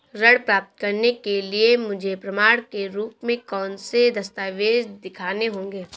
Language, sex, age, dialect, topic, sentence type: Hindi, female, 18-24, Awadhi Bundeli, banking, statement